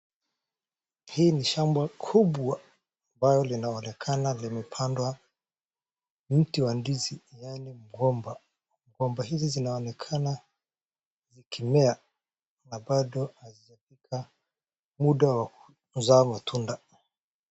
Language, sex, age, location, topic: Swahili, male, 18-24, Wajir, agriculture